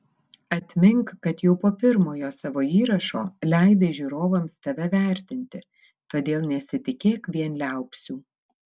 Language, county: Lithuanian, Vilnius